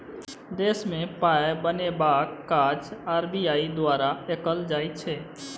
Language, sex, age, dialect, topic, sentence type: Maithili, male, 25-30, Bajjika, banking, statement